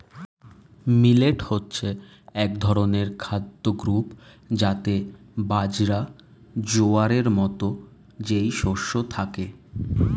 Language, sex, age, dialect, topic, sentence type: Bengali, male, 25-30, Standard Colloquial, agriculture, statement